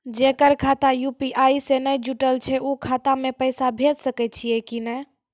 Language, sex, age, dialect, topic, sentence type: Maithili, female, 46-50, Angika, banking, question